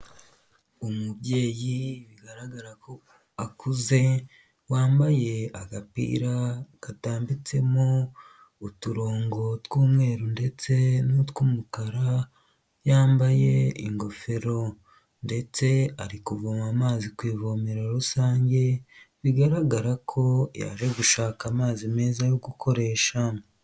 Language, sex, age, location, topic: Kinyarwanda, male, 25-35, Huye, health